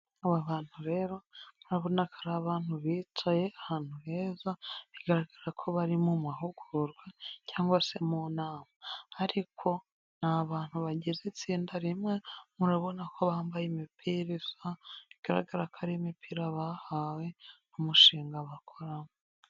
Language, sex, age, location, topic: Kinyarwanda, female, 18-24, Huye, government